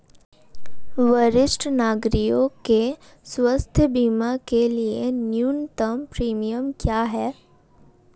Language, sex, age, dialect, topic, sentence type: Hindi, female, 18-24, Marwari Dhudhari, banking, question